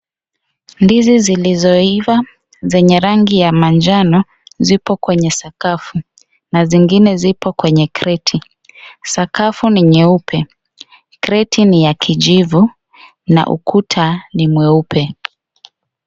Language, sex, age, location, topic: Swahili, female, 25-35, Kisii, agriculture